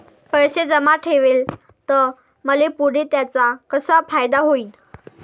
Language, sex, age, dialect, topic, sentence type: Marathi, female, 18-24, Varhadi, banking, question